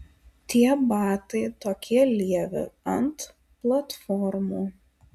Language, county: Lithuanian, Alytus